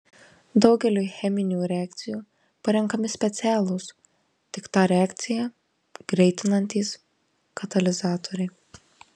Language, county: Lithuanian, Marijampolė